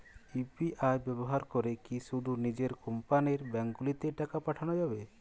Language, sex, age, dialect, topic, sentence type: Bengali, male, 31-35, Jharkhandi, banking, question